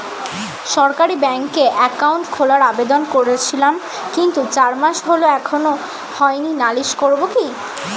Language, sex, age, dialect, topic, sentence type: Bengali, female, 36-40, Standard Colloquial, banking, question